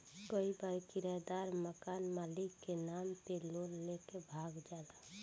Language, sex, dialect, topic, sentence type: Bhojpuri, female, Northern, banking, statement